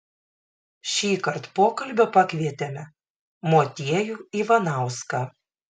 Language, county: Lithuanian, Šiauliai